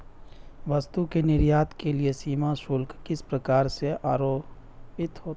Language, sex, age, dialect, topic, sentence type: Hindi, male, 31-35, Hindustani Malvi Khadi Boli, banking, statement